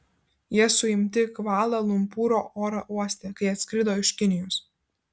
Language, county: Lithuanian, Vilnius